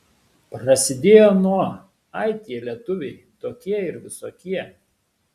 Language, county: Lithuanian, Šiauliai